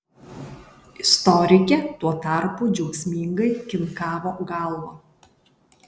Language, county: Lithuanian, Kaunas